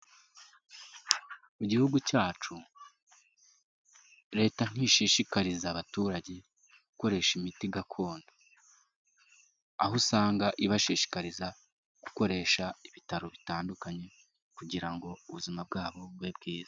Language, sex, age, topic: Kinyarwanda, male, 18-24, health